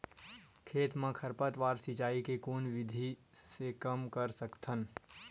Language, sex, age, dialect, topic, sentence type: Chhattisgarhi, male, 18-24, Western/Budati/Khatahi, agriculture, question